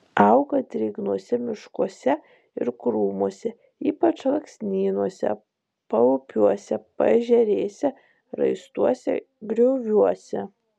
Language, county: Lithuanian, Marijampolė